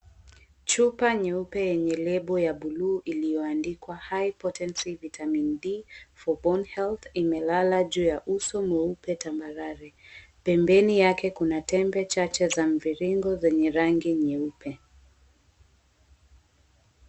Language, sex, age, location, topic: Swahili, female, 18-24, Mombasa, health